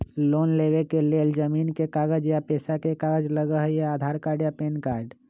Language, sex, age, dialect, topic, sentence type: Magahi, male, 46-50, Western, banking, question